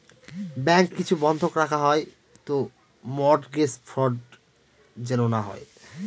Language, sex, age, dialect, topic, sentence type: Bengali, male, 25-30, Northern/Varendri, banking, statement